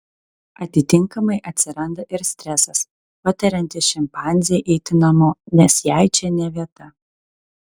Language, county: Lithuanian, Telšiai